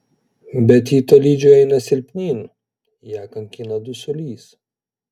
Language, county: Lithuanian, Vilnius